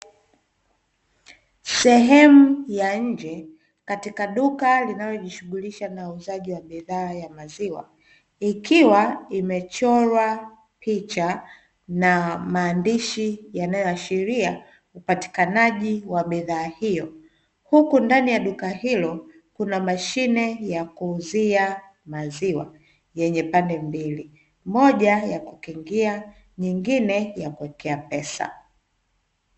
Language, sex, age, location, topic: Swahili, female, 25-35, Dar es Salaam, finance